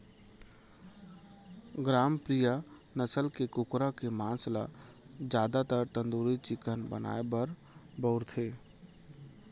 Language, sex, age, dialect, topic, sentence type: Chhattisgarhi, male, 25-30, Central, agriculture, statement